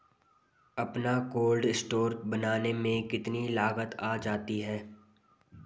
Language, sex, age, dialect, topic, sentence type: Hindi, male, 18-24, Garhwali, agriculture, question